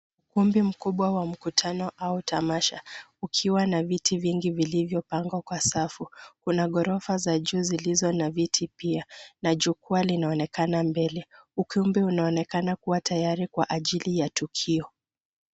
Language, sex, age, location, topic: Swahili, female, 25-35, Nairobi, education